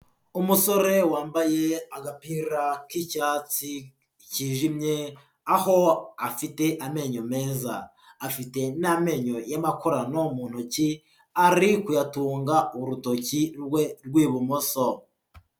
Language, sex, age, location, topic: Kinyarwanda, male, 25-35, Huye, health